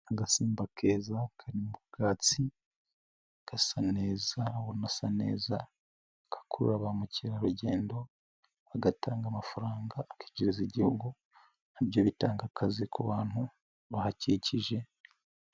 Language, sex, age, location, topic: Kinyarwanda, male, 25-35, Nyagatare, agriculture